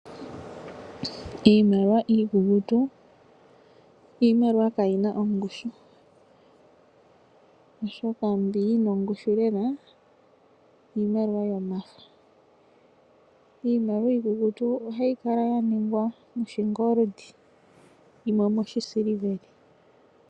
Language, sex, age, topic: Oshiwambo, female, 25-35, finance